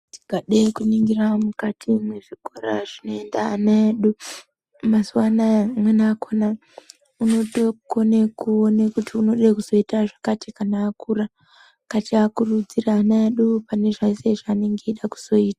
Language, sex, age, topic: Ndau, male, 18-24, education